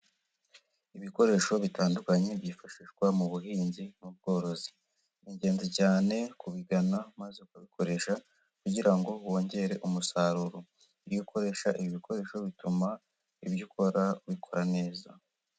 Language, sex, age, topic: Kinyarwanda, male, 25-35, agriculture